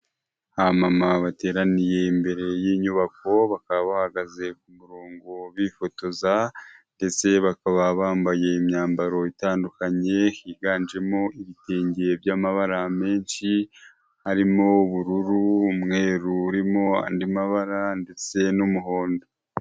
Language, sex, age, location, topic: Kinyarwanda, male, 25-35, Huye, health